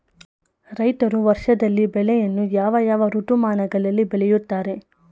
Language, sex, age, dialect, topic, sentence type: Kannada, female, 25-30, Mysore Kannada, agriculture, question